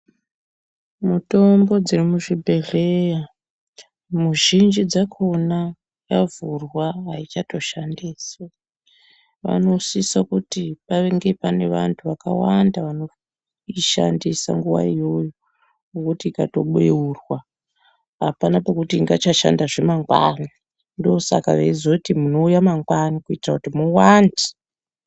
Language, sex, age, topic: Ndau, female, 18-24, health